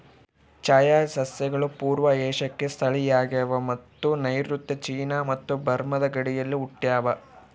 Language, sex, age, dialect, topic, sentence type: Kannada, male, 25-30, Central, agriculture, statement